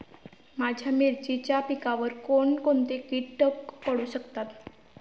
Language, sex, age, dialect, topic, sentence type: Marathi, female, 18-24, Standard Marathi, agriculture, question